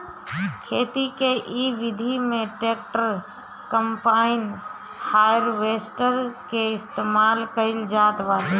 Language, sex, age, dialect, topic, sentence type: Bhojpuri, female, 25-30, Northern, agriculture, statement